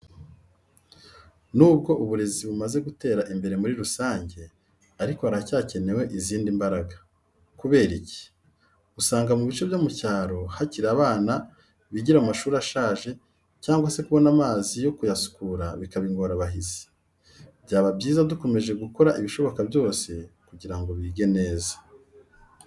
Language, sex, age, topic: Kinyarwanda, male, 36-49, education